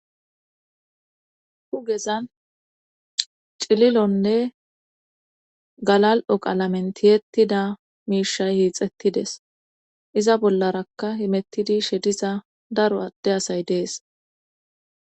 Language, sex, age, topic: Gamo, female, 25-35, government